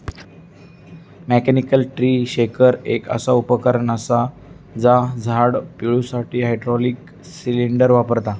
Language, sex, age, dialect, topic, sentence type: Marathi, male, 18-24, Southern Konkan, agriculture, statement